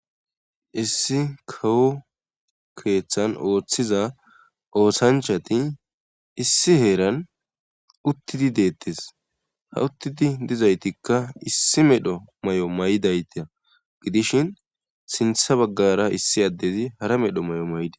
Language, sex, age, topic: Gamo, male, 18-24, government